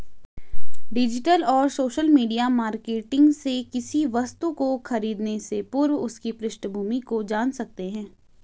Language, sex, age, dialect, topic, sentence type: Hindi, female, 18-24, Garhwali, banking, statement